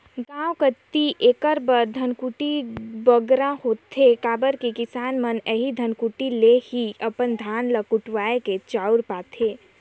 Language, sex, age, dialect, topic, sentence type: Chhattisgarhi, female, 18-24, Northern/Bhandar, agriculture, statement